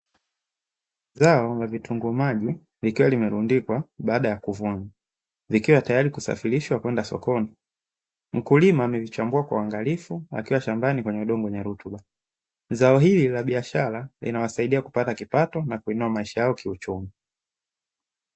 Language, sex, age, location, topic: Swahili, male, 25-35, Dar es Salaam, agriculture